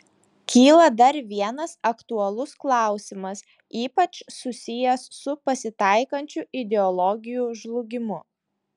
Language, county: Lithuanian, Šiauliai